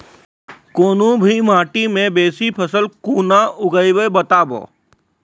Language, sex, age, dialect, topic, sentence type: Maithili, male, 25-30, Angika, agriculture, question